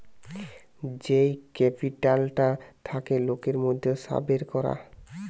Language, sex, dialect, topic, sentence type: Bengali, male, Western, banking, statement